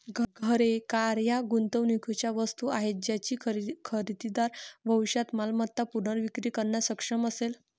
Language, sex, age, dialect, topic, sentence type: Marathi, female, 18-24, Varhadi, banking, statement